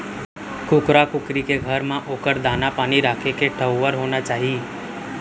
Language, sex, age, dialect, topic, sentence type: Chhattisgarhi, male, 18-24, Central, agriculture, statement